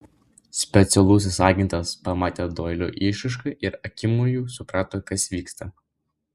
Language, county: Lithuanian, Vilnius